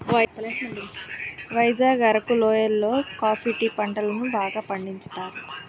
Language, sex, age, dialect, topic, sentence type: Telugu, female, 18-24, Utterandhra, agriculture, statement